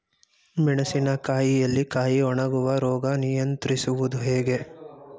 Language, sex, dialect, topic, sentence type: Kannada, male, Mysore Kannada, agriculture, question